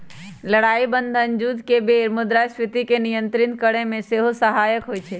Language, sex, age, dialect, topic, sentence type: Magahi, female, 25-30, Western, banking, statement